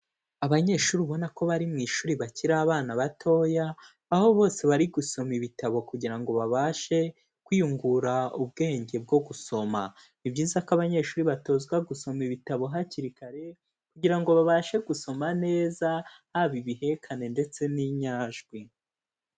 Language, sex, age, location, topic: Kinyarwanda, male, 18-24, Kigali, education